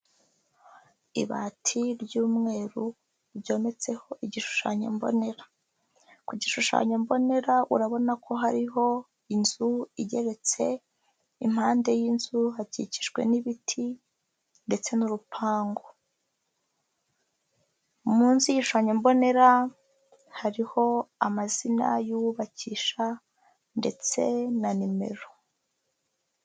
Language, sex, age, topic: Kinyarwanda, female, 25-35, government